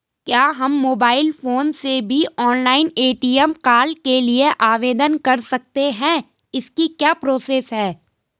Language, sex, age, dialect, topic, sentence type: Hindi, female, 18-24, Garhwali, banking, question